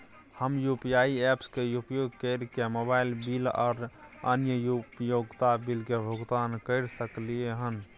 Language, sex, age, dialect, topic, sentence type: Maithili, male, 31-35, Bajjika, banking, statement